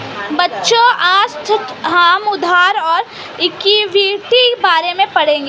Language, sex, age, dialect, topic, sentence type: Hindi, female, 18-24, Marwari Dhudhari, banking, statement